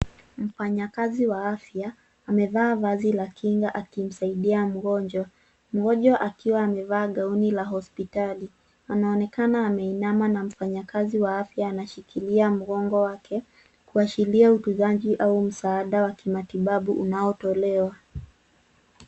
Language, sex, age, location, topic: Swahili, female, 18-24, Nairobi, health